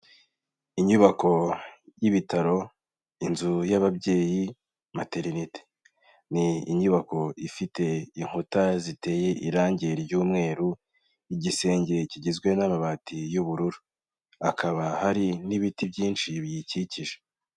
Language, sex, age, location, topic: Kinyarwanda, male, 18-24, Kigali, health